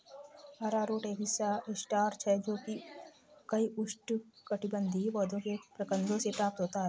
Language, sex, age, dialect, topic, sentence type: Hindi, female, 60-100, Kanauji Braj Bhasha, agriculture, statement